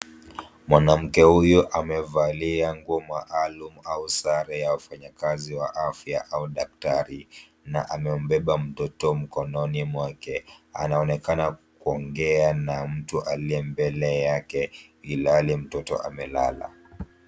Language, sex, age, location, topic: Swahili, male, 36-49, Kisumu, health